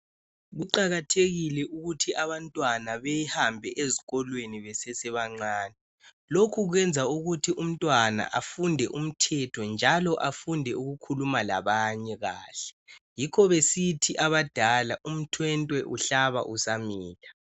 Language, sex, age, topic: North Ndebele, male, 18-24, health